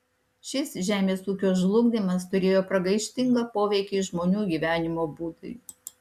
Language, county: Lithuanian, Alytus